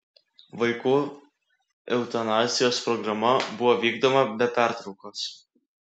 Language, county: Lithuanian, Klaipėda